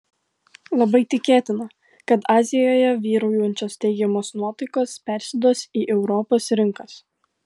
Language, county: Lithuanian, Klaipėda